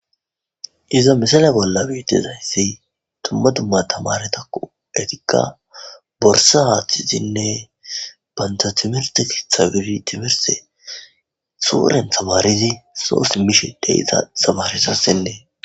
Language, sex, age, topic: Gamo, male, 18-24, government